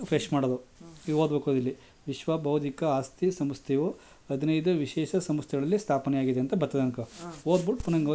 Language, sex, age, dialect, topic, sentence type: Kannada, female, 18-24, Mysore Kannada, banking, statement